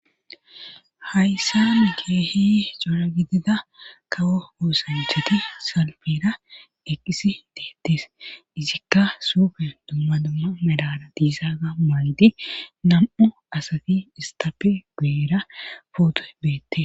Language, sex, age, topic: Gamo, female, 25-35, government